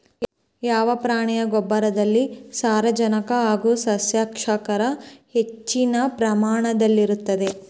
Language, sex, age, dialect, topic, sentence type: Kannada, female, 18-24, Central, agriculture, question